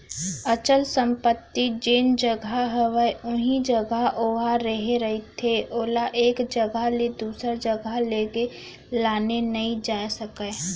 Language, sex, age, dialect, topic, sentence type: Chhattisgarhi, female, 36-40, Central, banking, statement